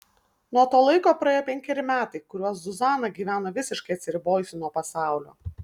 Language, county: Lithuanian, Vilnius